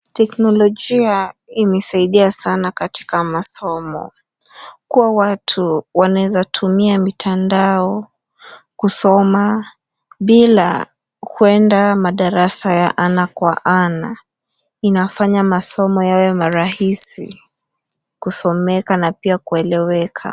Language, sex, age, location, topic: Swahili, female, 18-24, Nairobi, education